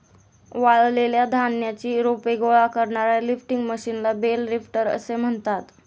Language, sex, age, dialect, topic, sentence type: Marathi, female, 18-24, Standard Marathi, agriculture, statement